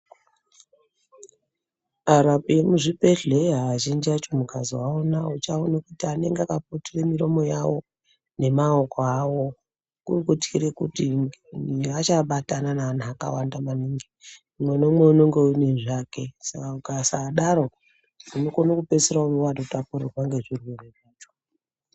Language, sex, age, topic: Ndau, female, 36-49, health